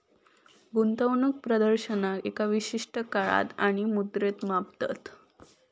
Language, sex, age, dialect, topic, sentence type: Marathi, male, 46-50, Southern Konkan, banking, statement